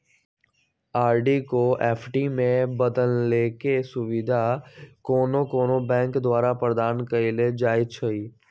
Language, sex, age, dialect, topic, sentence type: Magahi, male, 18-24, Western, banking, statement